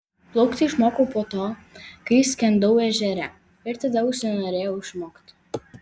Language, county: Lithuanian, Vilnius